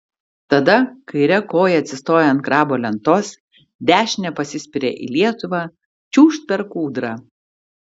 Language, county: Lithuanian, Klaipėda